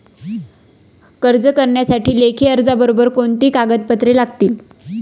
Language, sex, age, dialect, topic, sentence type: Marathi, female, 25-30, Standard Marathi, banking, question